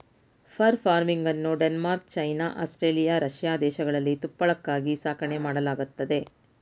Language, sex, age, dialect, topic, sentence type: Kannada, female, 46-50, Mysore Kannada, agriculture, statement